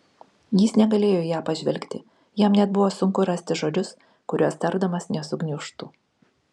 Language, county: Lithuanian, Kaunas